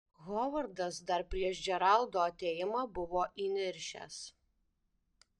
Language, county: Lithuanian, Alytus